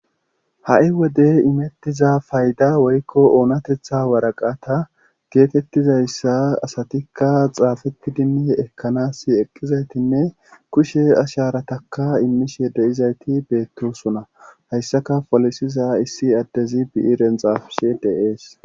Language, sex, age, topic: Gamo, male, 18-24, government